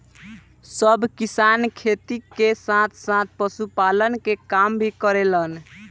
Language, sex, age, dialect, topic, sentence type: Bhojpuri, male, <18, Southern / Standard, agriculture, statement